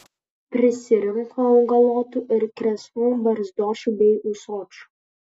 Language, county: Lithuanian, Kaunas